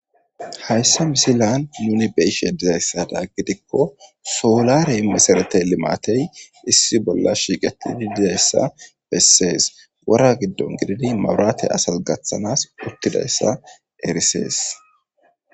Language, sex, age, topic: Gamo, male, 18-24, government